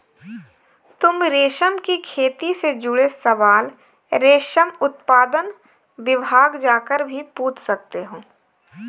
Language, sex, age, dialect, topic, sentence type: Hindi, female, 18-24, Kanauji Braj Bhasha, agriculture, statement